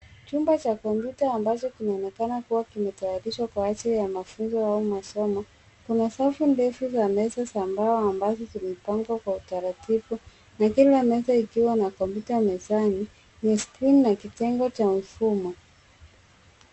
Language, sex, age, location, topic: Swahili, female, 36-49, Nairobi, education